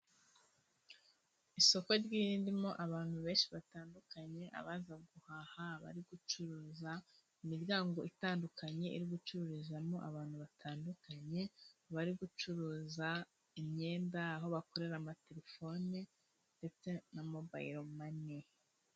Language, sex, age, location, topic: Kinyarwanda, female, 25-35, Musanze, finance